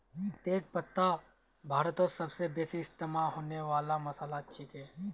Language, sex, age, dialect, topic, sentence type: Magahi, male, 18-24, Northeastern/Surjapuri, agriculture, statement